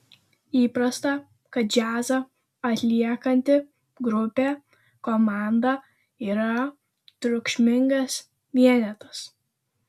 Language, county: Lithuanian, Vilnius